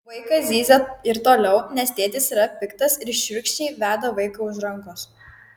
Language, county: Lithuanian, Kaunas